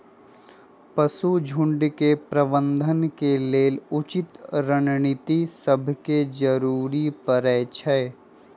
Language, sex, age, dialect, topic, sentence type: Magahi, male, 25-30, Western, agriculture, statement